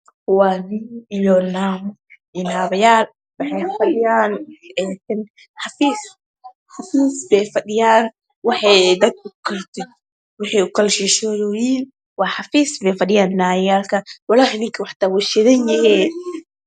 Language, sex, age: Somali, male, 18-24